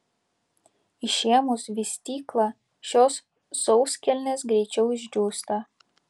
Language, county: Lithuanian, Vilnius